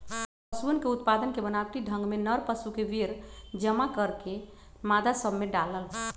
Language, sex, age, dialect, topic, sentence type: Magahi, female, 36-40, Western, agriculture, statement